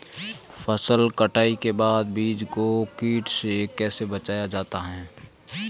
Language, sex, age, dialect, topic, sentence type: Hindi, male, 18-24, Marwari Dhudhari, agriculture, question